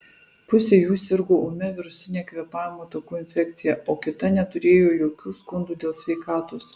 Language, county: Lithuanian, Alytus